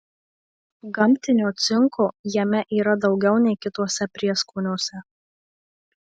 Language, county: Lithuanian, Marijampolė